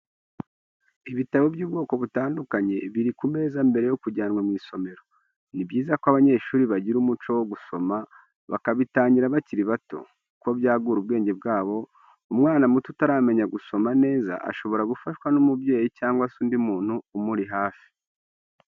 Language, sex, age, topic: Kinyarwanda, male, 25-35, education